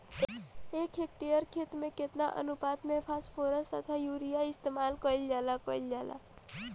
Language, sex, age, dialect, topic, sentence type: Bhojpuri, female, 18-24, Northern, agriculture, question